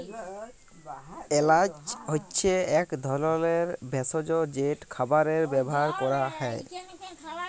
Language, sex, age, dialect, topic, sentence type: Bengali, male, 18-24, Jharkhandi, agriculture, statement